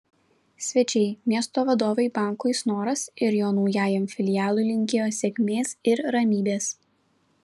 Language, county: Lithuanian, Vilnius